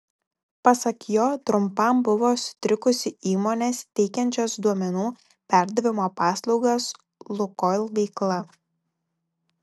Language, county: Lithuanian, Telšiai